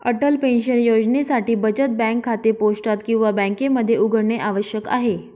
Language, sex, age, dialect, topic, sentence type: Marathi, female, 25-30, Northern Konkan, banking, statement